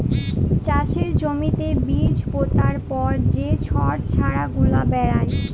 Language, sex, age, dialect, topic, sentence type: Bengali, female, 18-24, Jharkhandi, agriculture, statement